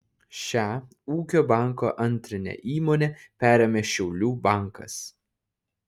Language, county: Lithuanian, Šiauliai